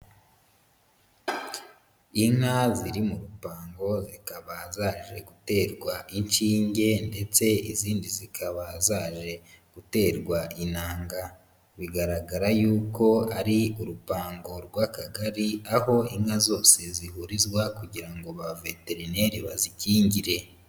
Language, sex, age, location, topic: Kinyarwanda, male, 25-35, Huye, agriculture